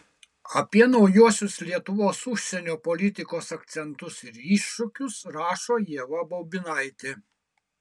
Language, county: Lithuanian, Kaunas